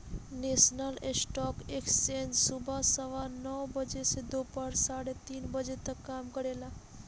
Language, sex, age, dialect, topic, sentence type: Bhojpuri, female, 18-24, Southern / Standard, banking, statement